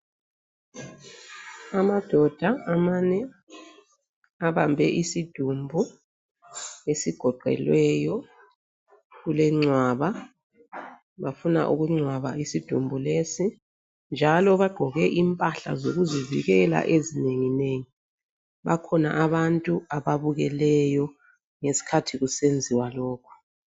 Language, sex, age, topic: North Ndebele, female, 36-49, health